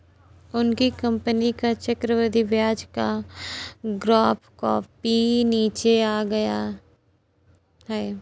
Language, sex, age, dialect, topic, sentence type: Hindi, female, 25-30, Awadhi Bundeli, banking, statement